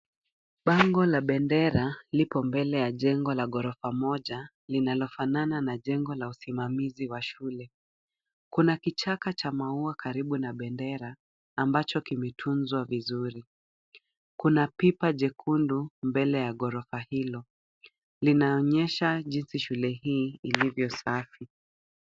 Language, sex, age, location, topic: Swahili, female, 25-35, Kisumu, education